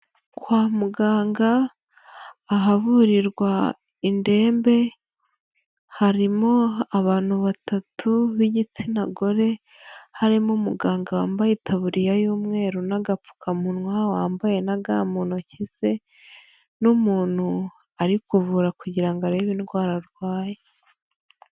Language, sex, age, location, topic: Kinyarwanda, female, 25-35, Nyagatare, health